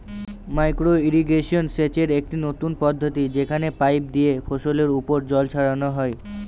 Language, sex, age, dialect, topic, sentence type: Bengali, male, 18-24, Northern/Varendri, agriculture, statement